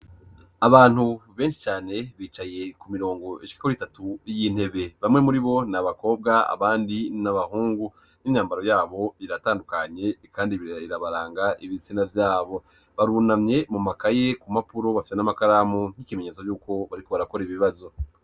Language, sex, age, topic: Rundi, male, 25-35, education